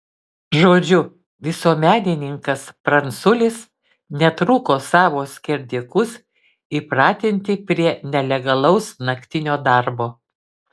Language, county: Lithuanian, Kaunas